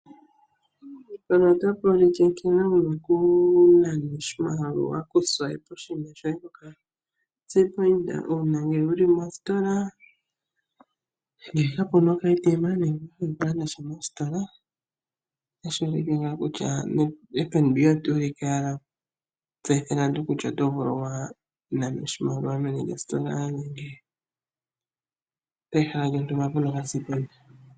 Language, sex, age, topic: Oshiwambo, female, 25-35, finance